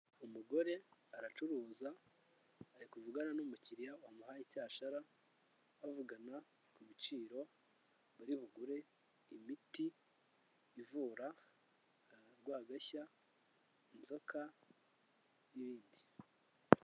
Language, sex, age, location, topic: Kinyarwanda, male, 25-35, Huye, health